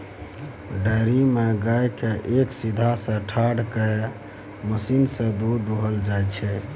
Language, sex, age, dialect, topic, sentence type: Maithili, male, 25-30, Bajjika, agriculture, statement